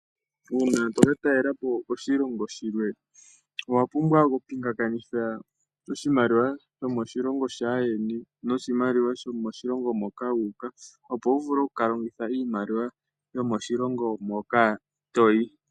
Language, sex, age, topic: Oshiwambo, female, 18-24, finance